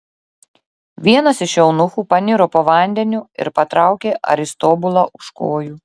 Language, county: Lithuanian, Klaipėda